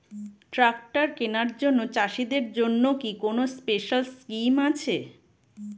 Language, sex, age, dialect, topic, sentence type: Bengali, female, 46-50, Standard Colloquial, agriculture, statement